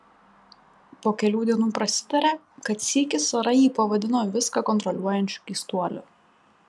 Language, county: Lithuanian, Panevėžys